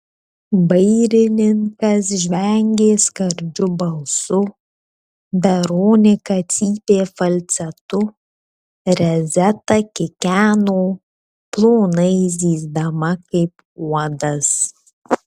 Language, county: Lithuanian, Kaunas